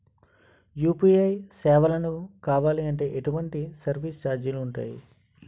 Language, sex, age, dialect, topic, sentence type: Telugu, male, 18-24, Utterandhra, banking, question